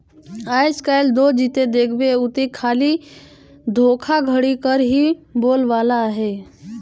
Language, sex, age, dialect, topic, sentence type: Chhattisgarhi, male, 18-24, Northern/Bhandar, banking, statement